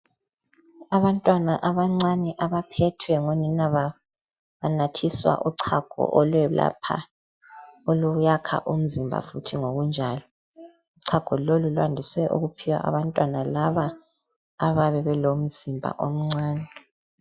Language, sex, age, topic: North Ndebele, female, 50+, health